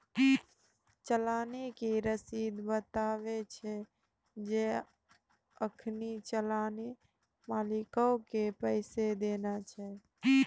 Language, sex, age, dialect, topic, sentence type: Maithili, female, 18-24, Angika, banking, statement